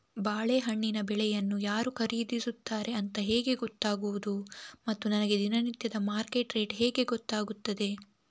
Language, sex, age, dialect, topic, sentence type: Kannada, female, 18-24, Coastal/Dakshin, agriculture, question